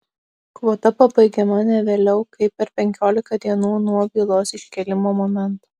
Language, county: Lithuanian, Alytus